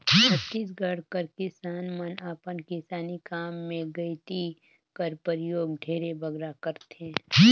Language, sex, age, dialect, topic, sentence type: Chhattisgarhi, female, 25-30, Northern/Bhandar, agriculture, statement